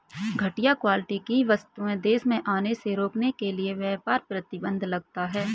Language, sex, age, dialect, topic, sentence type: Hindi, male, 25-30, Hindustani Malvi Khadi Boli, banking, statement